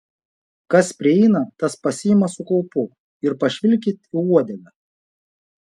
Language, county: Lithuanian, Šiauliai